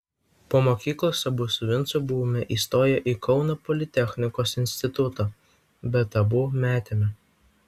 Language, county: Lithuanian, Vilnius